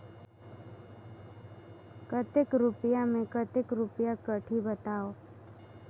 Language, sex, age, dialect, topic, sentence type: Chhattisgarhi, female, 18-24, Northern/Bhandar, banking, question